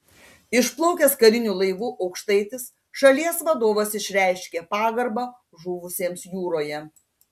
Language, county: Lithuanian, Panevėžys